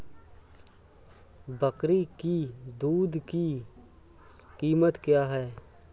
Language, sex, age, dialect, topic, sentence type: Hindi, male, 25-30, Awadhi Bundeli, agriculture, question